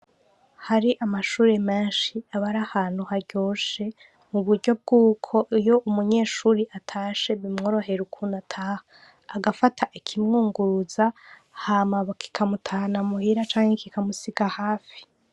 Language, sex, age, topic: Rundi, female, 25-35, education